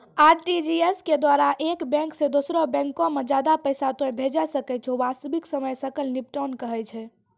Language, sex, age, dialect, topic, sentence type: Maithili, male, 18-24, Angika, banking, question